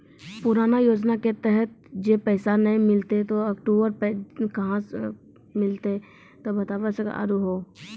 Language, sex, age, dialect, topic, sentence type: Maithili, female, 36-40, Angika, banking, question